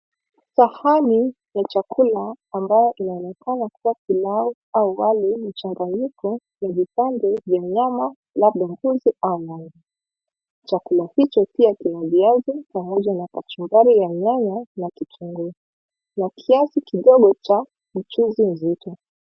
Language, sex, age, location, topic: Swahili, female, 25-35, Mombasa, agriculture